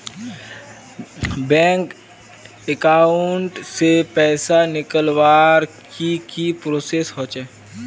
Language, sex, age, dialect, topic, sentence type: Magahi, male, 41-45, Northeastern/Surjapuri, banking, question